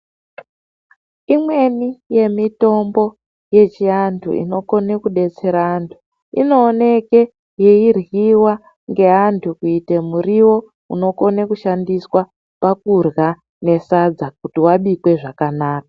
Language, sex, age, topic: Ndau, female, 50+, health